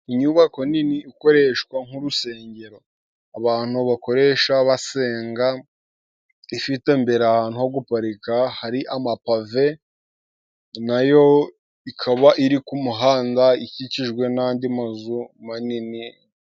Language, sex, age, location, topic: Kinyarwanda, male, 18-24, Musanze, government